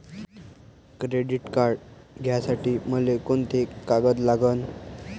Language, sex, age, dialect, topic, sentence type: Marathi, male, 18-24, Varhadi, banking, question